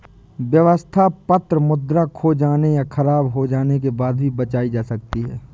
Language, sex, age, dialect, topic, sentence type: Hindi, male, 25-30, Awadhi Bundeli, banking, statement